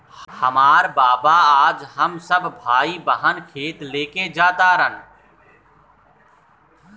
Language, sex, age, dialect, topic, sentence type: Bhojpuri, male, 31-35, Southern / Standard, agriculture, statement